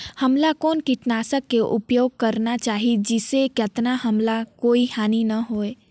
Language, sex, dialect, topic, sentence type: Chhattisgarhi, female, Northern/Bhandar, agriculture, question